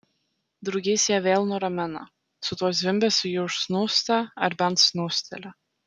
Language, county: Lithuanian, Telšiai